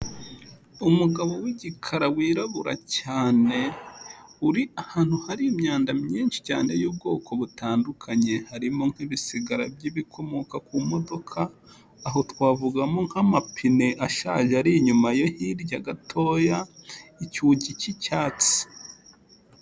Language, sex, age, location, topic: Kinyarwanda, male, 25-35, Kigali, health